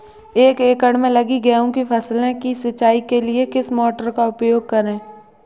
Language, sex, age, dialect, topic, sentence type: Hindi, male, 18-24, Kanauji Braj Bhasha, agriculture, question